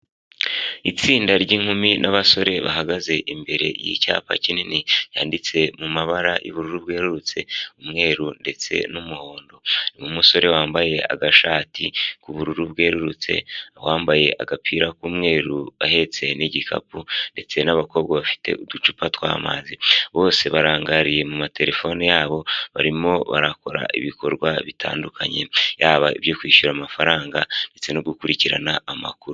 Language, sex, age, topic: Kinyarwanda, male, 18-24, finance